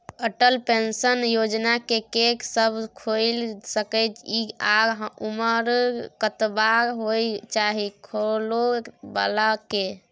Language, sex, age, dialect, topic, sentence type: Maithili, female, 18-24, Bajjika, banking, question